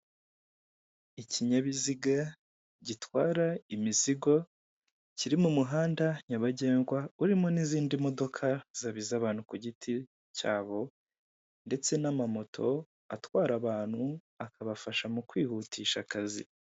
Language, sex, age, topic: Kinyarwanda, male, 25-35, government